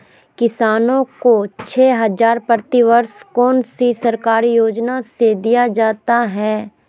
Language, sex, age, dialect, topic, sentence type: Magahi, female, 31-35, Southern, agriculture, question